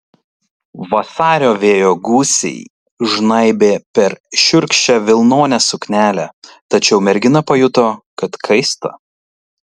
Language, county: Lithuanian, Kaunas